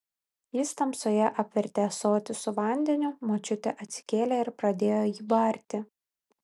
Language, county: Lithuanian, Vilnius